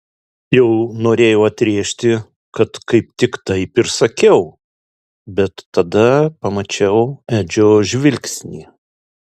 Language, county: Lithuanian, Alytus